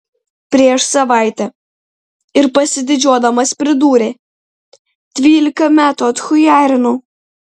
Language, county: Lithuanian, Tauragė